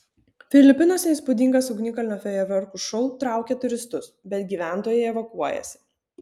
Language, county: Lithuanian, Vilnius